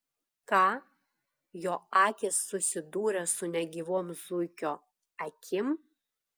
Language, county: Lithuanian, Klaipėda